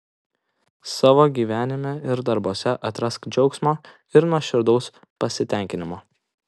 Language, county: Lithuanian, Kaunas